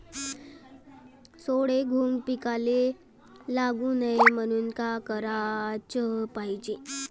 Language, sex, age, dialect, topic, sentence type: Marathi, female, 18-24, Varhadi, agriculture, question